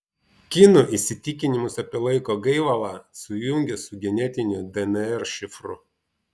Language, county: Lithuanian, Vilnius